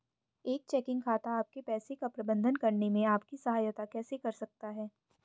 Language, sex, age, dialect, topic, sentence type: Hindi, female, 25-30, Hindustani Malvi Khadi Boli, banking, question